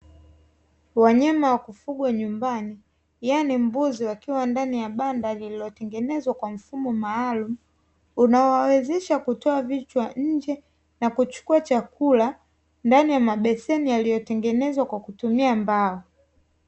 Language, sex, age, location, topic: Swahili, female, 18-24, Dar es Salaam, agriculture